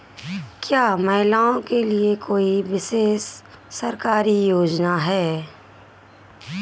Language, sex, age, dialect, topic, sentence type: Hindi, female, 18-24, Marwari Dhudhari, banking, question